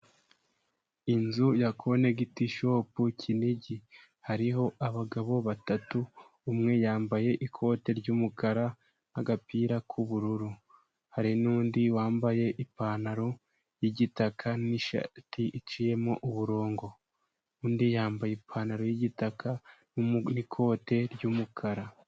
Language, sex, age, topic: Kinyarwanda, male, 18-24, finance